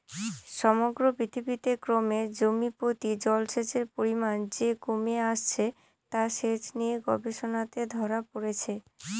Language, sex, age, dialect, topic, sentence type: Bengali, female, 18-24, Northern/Varendri, agriculture, statement